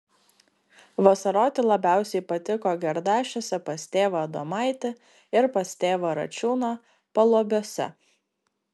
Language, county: Lithuanian, Klaipėda